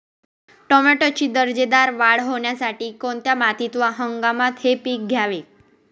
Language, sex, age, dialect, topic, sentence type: Marathi, female, 18-24, Northern Konkan, agriculture, question